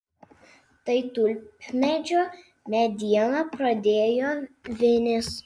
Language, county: Lithuanian, Vilnius